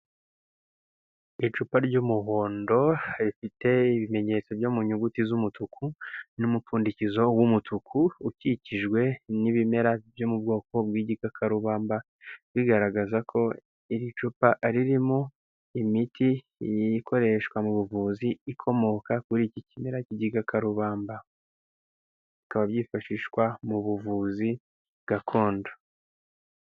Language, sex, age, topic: Kinyarwanda, male, 18-24, health